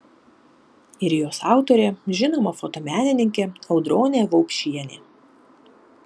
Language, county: Lithuanian, Panevėžys